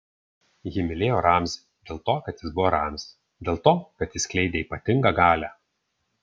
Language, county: Lithuanian, Vilnius